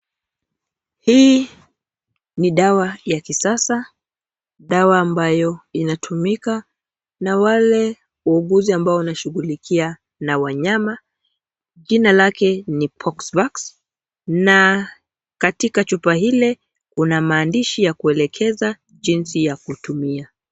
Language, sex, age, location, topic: Swahili, female, 25-35, Nairobi, health